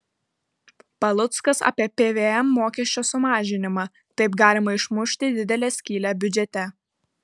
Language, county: Lithuanian, Vilnius